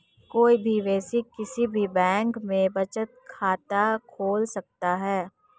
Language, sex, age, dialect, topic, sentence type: Hindi, female, 25-30, Marwari Dhudhari, banking, statement